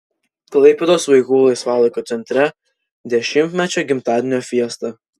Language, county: Lithuanian, Vilnius